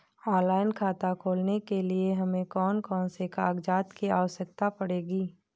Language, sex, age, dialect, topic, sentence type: Hindi, female, 18-24, Kanauji Braj Bhasha, banking, question